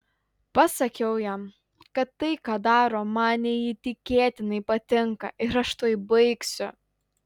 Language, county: Lithuanian, Utena